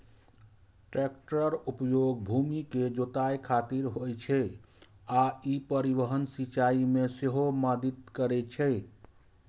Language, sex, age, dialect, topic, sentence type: Maithili, male, 25-30, Eastern / Thethi, agriculture, statement